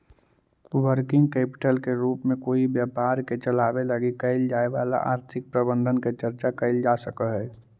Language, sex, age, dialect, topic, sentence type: Magahi, male, 18-24, Central/Standard, agriculture, statement